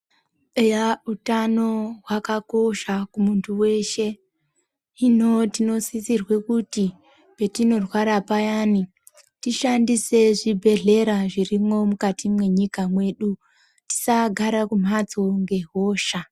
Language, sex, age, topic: Ndau, female, 25-35, health